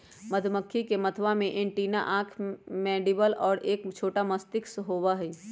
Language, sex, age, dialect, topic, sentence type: Magahi, female, 31-35, Western, agriculture, statement